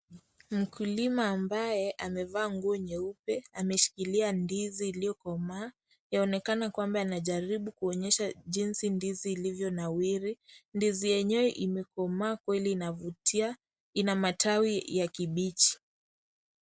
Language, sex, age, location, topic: Swahili, female, 18-24, Kisii, agriculture